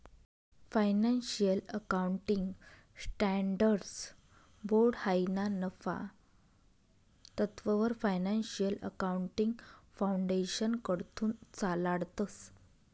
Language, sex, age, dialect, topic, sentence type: Marathi, female, 31-35, Northern Konkan, banking, statement